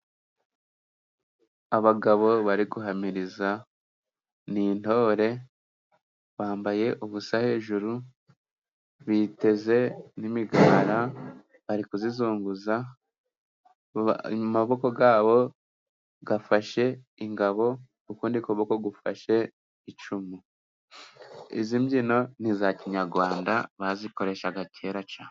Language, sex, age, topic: Kinyarwanda, male, 25-35, government